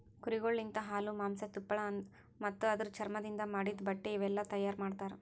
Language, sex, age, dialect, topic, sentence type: Kannada, female, 18-24, Northeastern, agriculture, statement